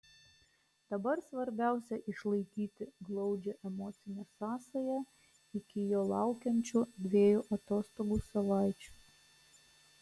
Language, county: Lithuanian, Klaipėda